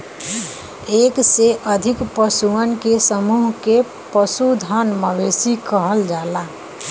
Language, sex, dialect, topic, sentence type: Bhojpuri, female, Western, agriculture, statement